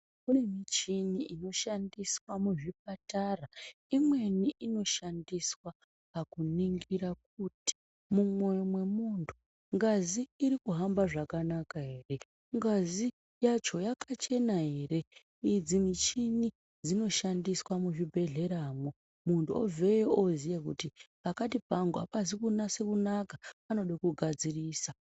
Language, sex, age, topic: Ndau, female, 25-35, health